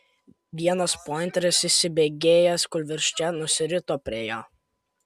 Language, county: Lithuanian, Kaunas